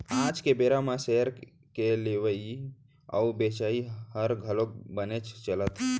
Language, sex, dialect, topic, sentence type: Chhattisgarhi, male, Central, banking, statement